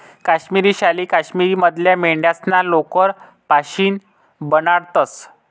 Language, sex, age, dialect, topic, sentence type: Marathi, male, 51-55, Northern Konkan, agriculture, statement